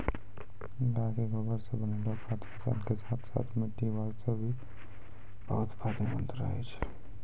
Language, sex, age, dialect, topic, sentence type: Maithili, female, 25-30, Angika, agriculture, statement